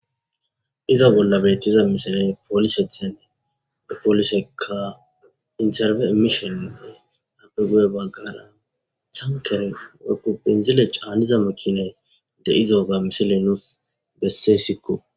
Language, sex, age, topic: Gamo, male, 25-35, government